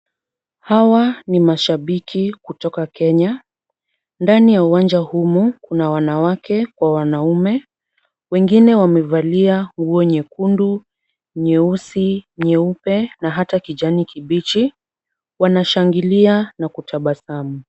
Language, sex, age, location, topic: Swahili, female, 36-49, Kisumu, government